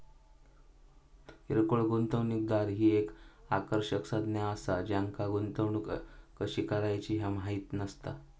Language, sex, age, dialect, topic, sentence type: Marathi, male, 18-24, Southern Konkan, banking, statement